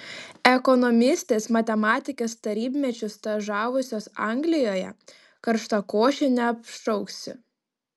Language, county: Lithuanian, Panevėžys